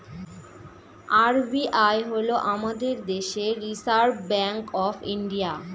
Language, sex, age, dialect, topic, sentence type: Bengali, female, 18-24, Northern/Varendri, banking, statement